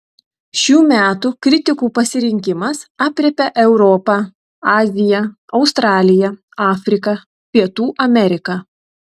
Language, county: Lithuanian, Telšiai